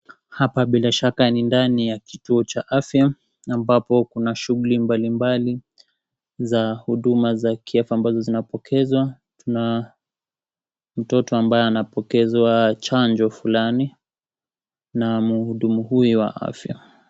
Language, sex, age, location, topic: Swahili, female, 25-35, Kisii, health